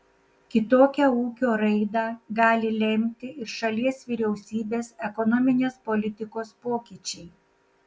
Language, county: Lithuanian, Šiauliai